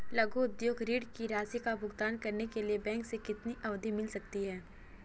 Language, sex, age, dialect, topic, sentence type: Hindi, female, 25-30, Kanauji Braj Bhasha, banking, question